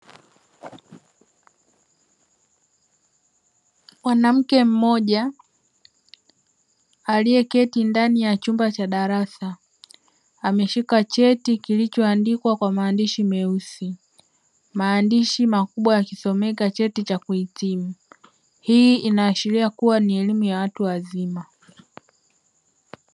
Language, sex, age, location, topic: Swahili, female, 25-35, Dar es Salaam, education